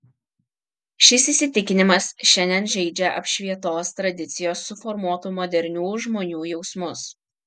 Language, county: Lithuanian, Kaunas